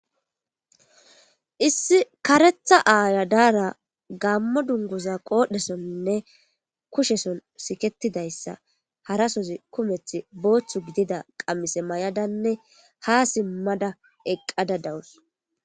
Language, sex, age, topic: Gamo, female, 18-24, government